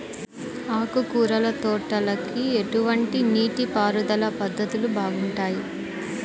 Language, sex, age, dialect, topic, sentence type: Telugu, female, 25-30, Central/Coastal, agriculture, question